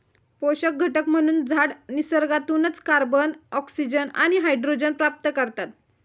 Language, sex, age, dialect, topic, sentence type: Marathi, female, 18-24, Standard Marathi, agriculture, statement